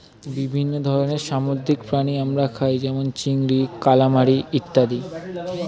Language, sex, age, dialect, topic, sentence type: Bengali, male, 18-24, Standard Colloquial, agriculture, statement